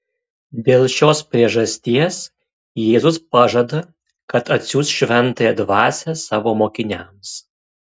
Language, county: Lithuanian, Kaunas